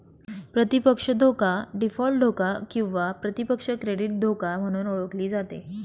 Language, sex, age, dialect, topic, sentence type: Marathi, female, 25-30, Northern Konkan, banking, statement